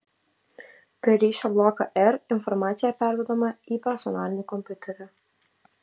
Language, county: Lithuanian, Kaunas